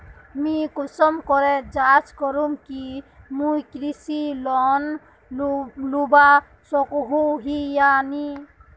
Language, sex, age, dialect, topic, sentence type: Magahi, female, 18-24, Northeastern/Surjapuri, banking, question